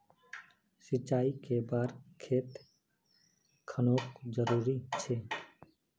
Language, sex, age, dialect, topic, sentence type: Magahi, male, 31-35, Northeastern/Surjapuri, agriculture, question